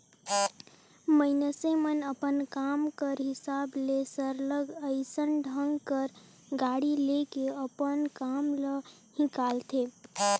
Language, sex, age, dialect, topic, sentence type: Chhattisgarhi, female, 18-24, Northern/Bhandar, agriculture, statement